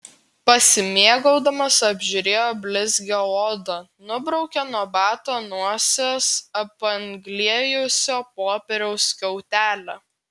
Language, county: Lithuanian, Klaipėda